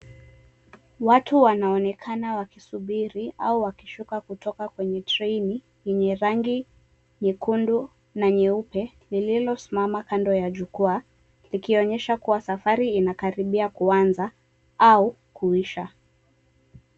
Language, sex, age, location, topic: Swahili, female, 18-24, Mombasa, government